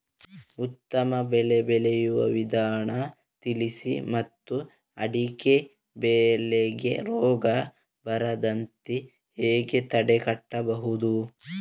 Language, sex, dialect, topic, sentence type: Kannada, male, Coastal/Dakshin, agriculture, question